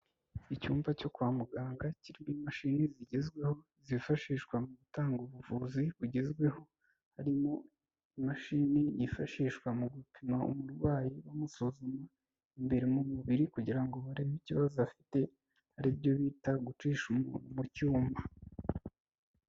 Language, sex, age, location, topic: Kinyarwanda, male, 18-24, Kigali, health